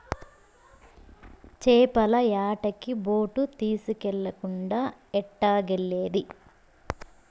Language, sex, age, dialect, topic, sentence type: Telugu, female, 25-30, Southern, agriculture, statement